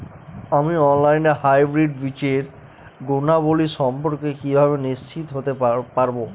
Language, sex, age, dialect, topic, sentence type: Bengali, male, 25-30, Northern/Varendri, agriculture, question